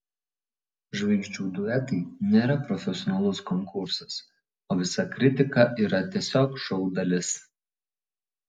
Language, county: Lithuanian, Vilnius